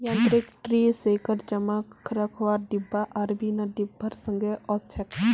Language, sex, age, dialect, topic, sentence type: Magahi, female, 18-24, Northeastern/Surjapuri, agriculture, statement